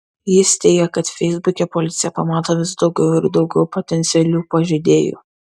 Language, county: Lithuanian, Kaunas